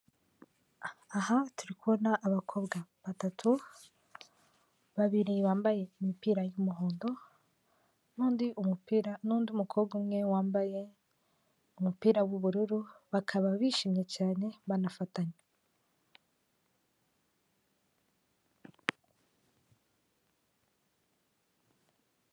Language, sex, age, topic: Kinyarwanda, female, 18-24, finance